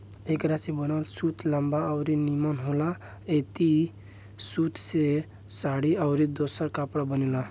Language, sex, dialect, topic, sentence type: Bhojpuri, male, Southern / Standard, agriculture, statement